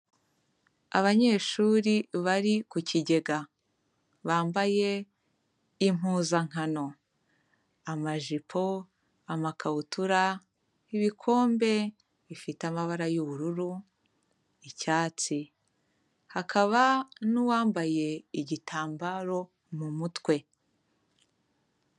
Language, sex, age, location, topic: Kinyarwanda, female, 25-35, Kigali, health